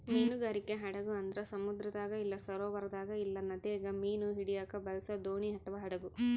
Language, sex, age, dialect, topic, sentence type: Kannada, female, 31-35, Central, agriculture, statement